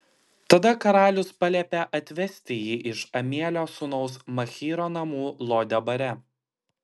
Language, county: Lithuanian, Klaipėda